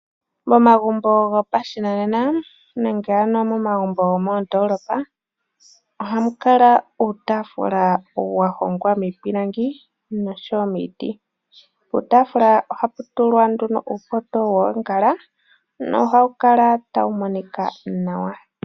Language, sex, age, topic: Oshiwambo, female, 18-24, finance